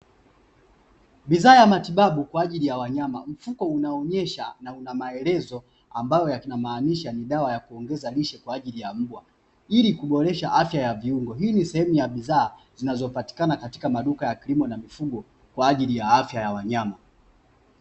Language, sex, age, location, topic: Swahili, male, 25-35, Dar es Salaam, agriculture